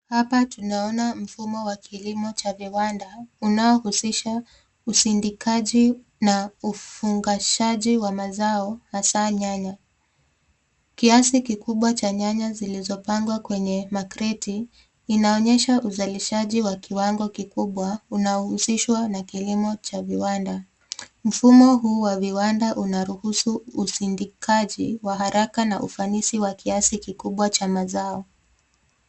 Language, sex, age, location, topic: Swahili, female, 18-24, Nairobi, agriculture